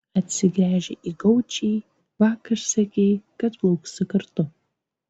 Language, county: Lithuanian, Tauragė